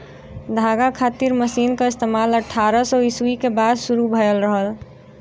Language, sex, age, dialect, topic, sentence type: Bhojpuri, female, 18-24, Western, agriculture, statement